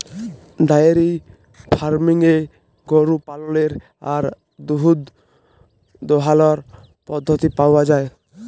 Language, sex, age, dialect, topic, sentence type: Bengali, male, 18-24, Jharkhandi, agriculture, statement